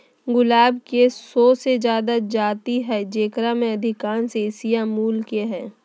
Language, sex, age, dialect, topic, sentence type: Magahi, female, 36-40, Southern, agriculture, statement